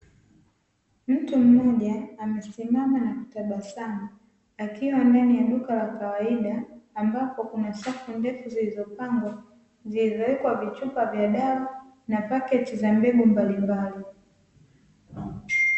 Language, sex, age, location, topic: Swahili, female, 18-24, Dar es Salaam, agriculture